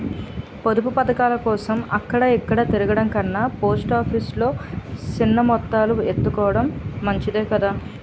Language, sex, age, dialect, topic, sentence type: Telugu, female, 25-30, Utterandhra, banking, statement